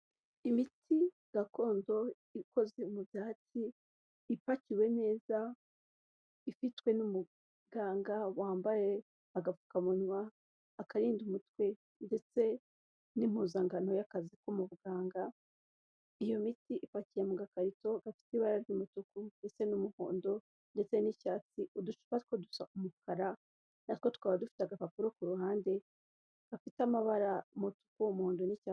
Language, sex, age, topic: Kinyarwanda, female, 18-24, health